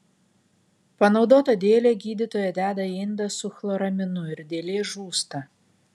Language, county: Lithuanian, Kaunas